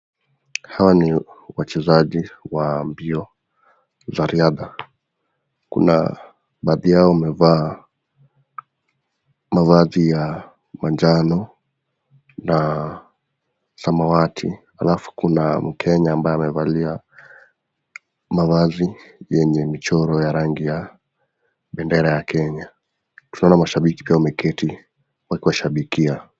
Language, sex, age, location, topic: Swahili, male, 18-24, Nakuru, government